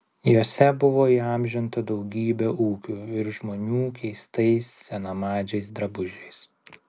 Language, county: Lithuanian, Vilnius